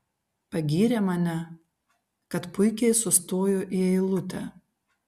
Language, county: Lithuanian, Kaunas